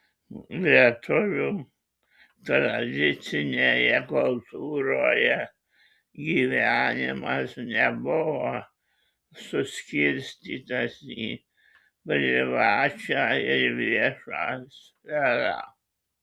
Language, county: Lithuanian, Kaunas